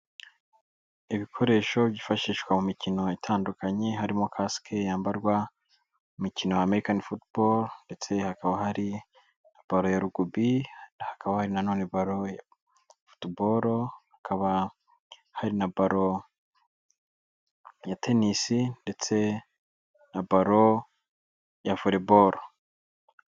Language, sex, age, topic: Kinyarwanda, male, 18-24, health